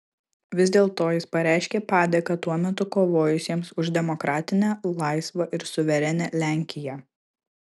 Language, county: Lithuanian, Kaunas